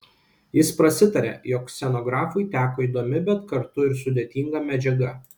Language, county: Lithuanian, Kaunas